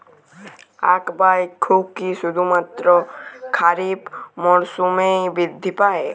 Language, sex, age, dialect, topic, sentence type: Bengali, male, 18-24, Jharkhandi, agriculture, question